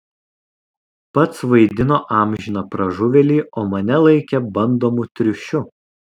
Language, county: Lithuanian, Kaunas